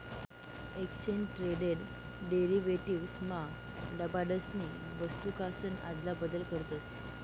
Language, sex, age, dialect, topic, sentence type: Marathi, female, 18-24, Northern Konkan, banking, statement